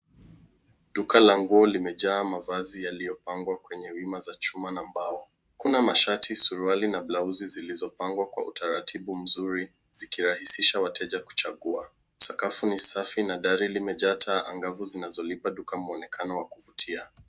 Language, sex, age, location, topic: Swahili, male, 18-24, Nairobi, finance